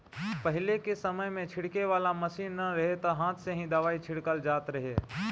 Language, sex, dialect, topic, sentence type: Bhojpuri, male, Northern, agriculture, statement